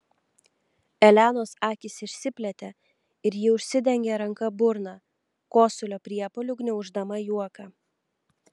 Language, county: Lithuanian, Telšiai